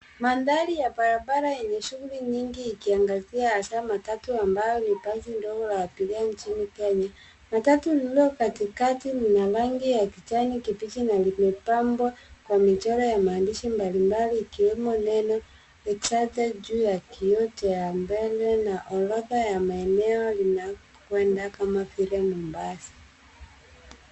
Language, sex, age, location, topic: Swahili, female, 25-35, Nairobi, government